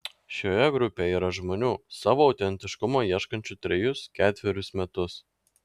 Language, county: Lithuanian, Klaipėda